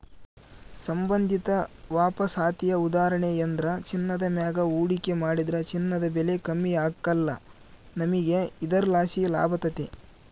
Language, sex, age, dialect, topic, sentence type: Kannada, male, 25-30, Central, banking, statement